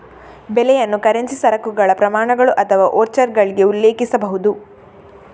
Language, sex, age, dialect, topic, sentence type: Kannada, female, 18-24, Coastal/Dakshin, banking, statement